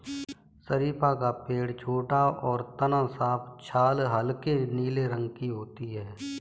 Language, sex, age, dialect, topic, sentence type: Hindi, female, 18-24, Kanauji Braj Bhasha, agriculture, statement